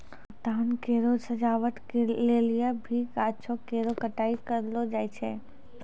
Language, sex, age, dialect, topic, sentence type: Maithili, female, 56-60, Angika, agriculture, statement